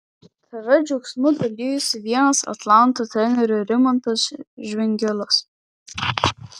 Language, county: Lithuanian, Vilnius